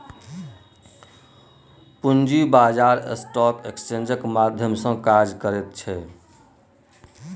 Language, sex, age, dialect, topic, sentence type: Maithili, male, 41-45, Bajjika, banking, statement